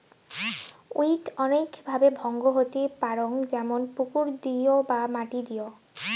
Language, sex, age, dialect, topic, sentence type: Bengali, female, 18-24, Rajbangshi, agriculture, statement